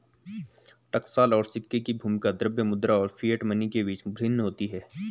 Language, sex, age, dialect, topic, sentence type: Hindi, male, 18-24, Garhwali, banking, statement